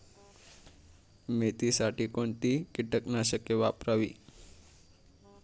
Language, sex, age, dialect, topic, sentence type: Marathi, male, 18-24, Standard Marathi, agriculture, question